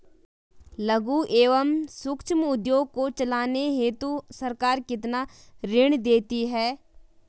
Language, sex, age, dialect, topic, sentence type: Hindi, female, 18-24, Garhwali, banking, question